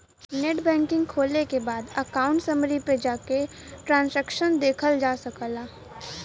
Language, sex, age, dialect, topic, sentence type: Bhojpuri, female, 18-24, Western, banking, statement